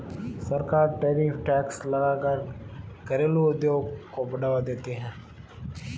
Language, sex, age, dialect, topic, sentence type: Hindi, female, 18-24, Marwari Dhudhari, banking, statement